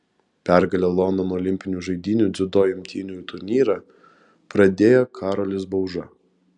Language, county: Lithuanian, Kaunas